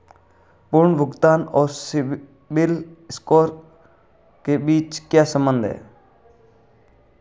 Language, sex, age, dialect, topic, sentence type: Hindi, male, 41-45, Marwari Dhudhari, banking, question